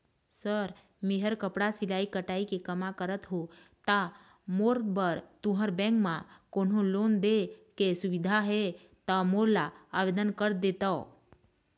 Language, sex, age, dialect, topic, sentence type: Chhattisgarhi, female, 25-30, Eastern, banking, question